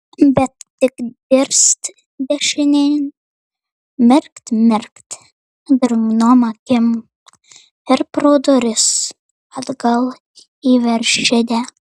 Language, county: Lithuanian, Marijampolė